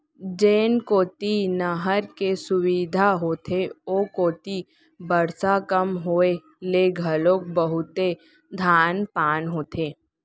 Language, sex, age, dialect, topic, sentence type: Chhattisgarhi, female, 18-24, Central, agriculture, statement